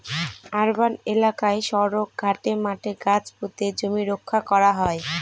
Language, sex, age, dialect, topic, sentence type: Bengali, female, 25-30, Northern/Varendri, agriculture, statement